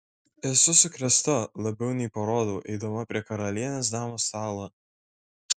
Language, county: Lithuanian, Šiauliai